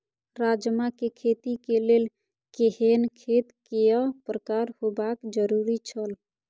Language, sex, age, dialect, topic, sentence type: Maithili, female, 25-30, Eastern / Thethi, agriculture, question